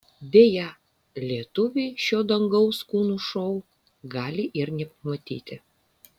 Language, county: Lithuanian, Vilnius